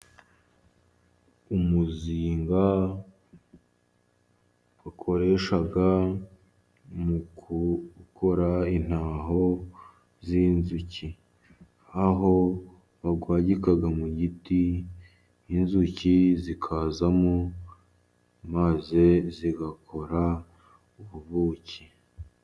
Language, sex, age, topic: Kinyarwanda, male, 50+, government